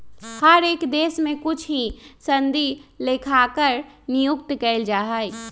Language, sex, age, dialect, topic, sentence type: Magahi, male, 25-30, Western, banking, statement